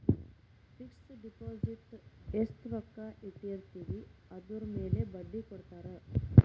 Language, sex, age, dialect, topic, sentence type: Kannada, female, 60-100, Central, banking, statement